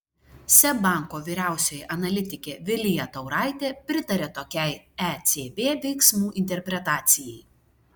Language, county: Lithuanian, Šiauliai